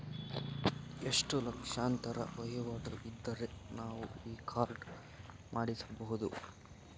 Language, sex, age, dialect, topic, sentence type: Kannada, male, 51-55, Central, banking, question